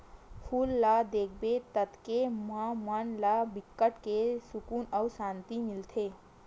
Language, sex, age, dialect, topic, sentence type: Chhattisgarhi, female, 18-24, Western/Budati/Khatahi, agriculture, statement